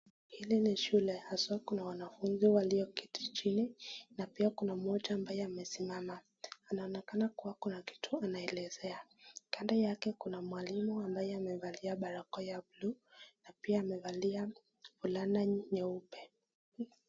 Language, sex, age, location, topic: Swahili, female, 25-35, Nakuru, health